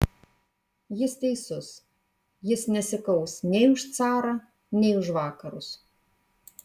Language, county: Lithuanian, Kaunas